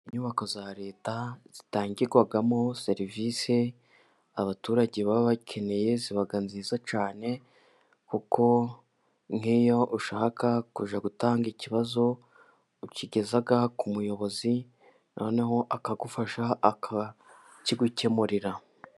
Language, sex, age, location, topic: Kinyarwanda, male, 18-24, Musanze, government